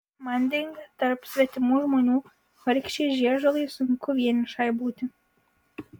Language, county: Lithuanian, Vilnius